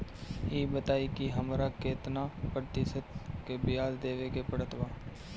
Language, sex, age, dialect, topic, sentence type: Bhojpuri, male, 25-30, Northern, banking, question